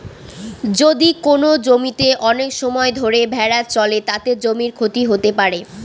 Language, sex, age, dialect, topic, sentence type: Bengali, female, 18-24, Northern/Varendri, agriculture, statement